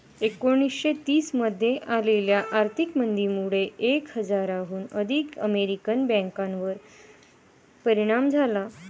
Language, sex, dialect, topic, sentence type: Marathi, female, Varhadi, banking, statement